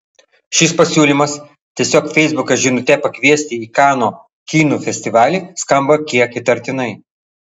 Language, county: Lithuanian, Vilnius